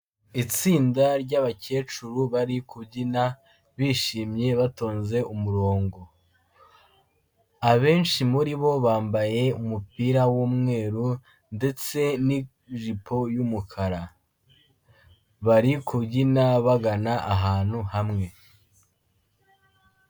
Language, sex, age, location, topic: Kinyarwanda, male, 18-24, Kigali, health